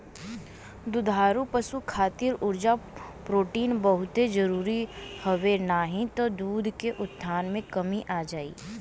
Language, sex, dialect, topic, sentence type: Bhojpuri, female, Western, agriculture, statement